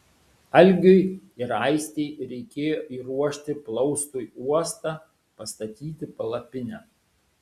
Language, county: Lithuanian, Šiauliai